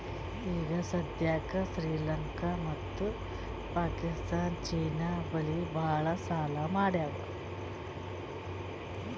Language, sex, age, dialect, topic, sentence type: Kannada, female, 46-50, Northeastern, banking, statement